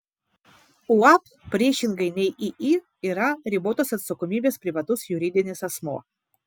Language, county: Lithuanian, Vilnius